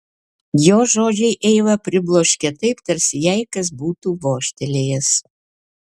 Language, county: Lithuanian, Alytus